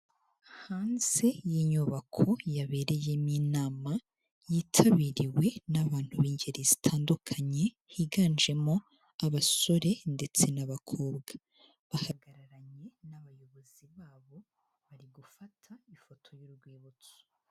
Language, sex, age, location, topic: Kinyarwanda, female, 25-35, Huye, health